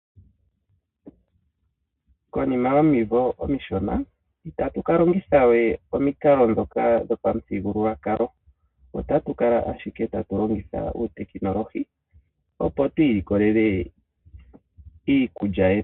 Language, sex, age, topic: Oshiwambo, male, 25-35, agriculture